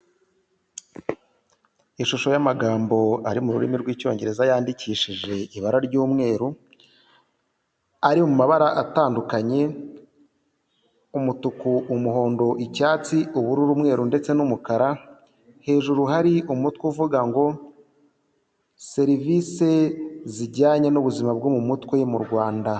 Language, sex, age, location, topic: Kinyarwanda, male, 25-35, Huye, health